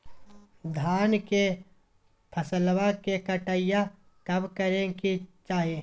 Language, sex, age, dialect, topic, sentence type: Magahi, male, 18-24, Southern, agriculture, question